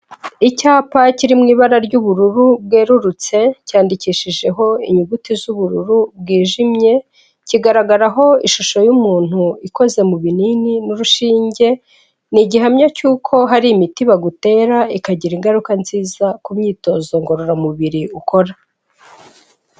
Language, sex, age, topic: Kinyarwanda, female, 36-49, health